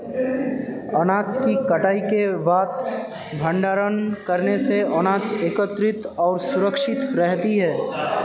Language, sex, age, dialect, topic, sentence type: Hindi, male, 18-24, Hindustani Malvi Khadi Boli, agriculture, statement